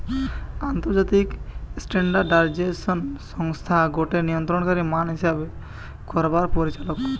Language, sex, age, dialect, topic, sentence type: Bengali, male, 18-24, Western, banking, statement